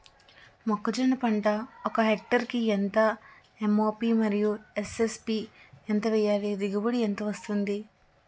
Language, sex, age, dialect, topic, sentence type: Telugu, female, 18-24, Utterandhra, agriculture, question